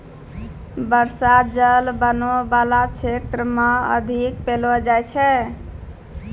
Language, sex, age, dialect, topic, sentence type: Maithili, female, 18-24, Angika, agriculture, statement